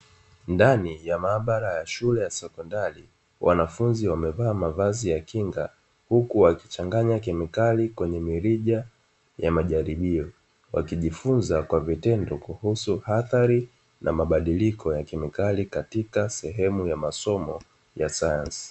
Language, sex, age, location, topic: Swahili, male, 25-35, Dar es Salaam, education